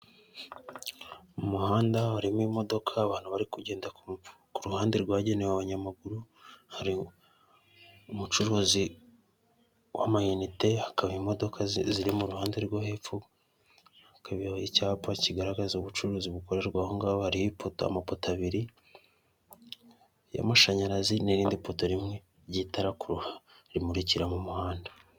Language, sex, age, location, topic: Kinyarwanda, male, 18-24, Kigali, government